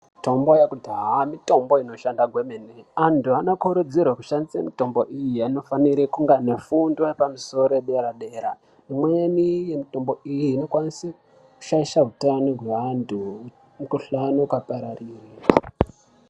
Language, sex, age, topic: Ndau, male, 18-24, health